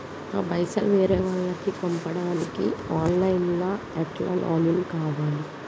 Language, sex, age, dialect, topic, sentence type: Telugu, female, 25-30, Telangana, banking, question